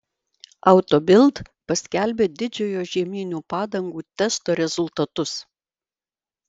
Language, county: Lithuanian, Vilnius